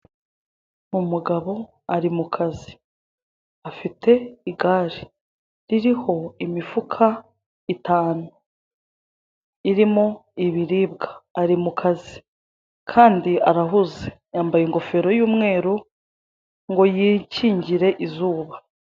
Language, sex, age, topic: Kinyarwanda, female, 25-35, government